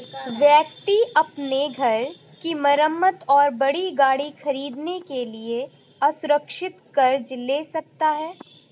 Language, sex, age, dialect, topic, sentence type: Hindi, female, 18-24, Marwari Dhudhari, banking, statement